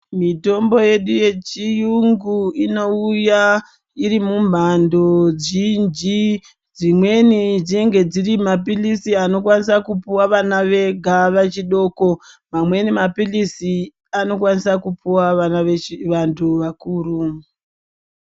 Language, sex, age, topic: Ndau, female, 36-49, health